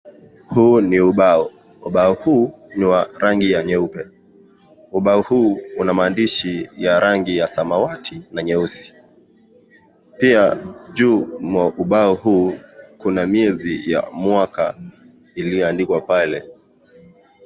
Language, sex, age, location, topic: Swahili, male, 18-24, Kisii, education